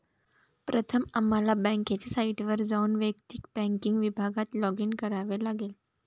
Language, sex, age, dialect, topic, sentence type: Marathi, female, 18-24, Varhadi, banking, statement